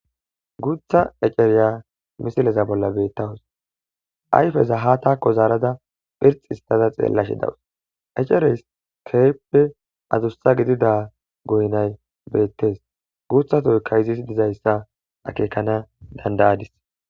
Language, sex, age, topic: Gamo, male, 18-24, agriculture